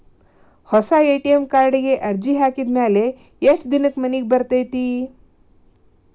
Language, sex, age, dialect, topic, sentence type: Kannada, female, 46-50, Dharwad Kannada, banking, question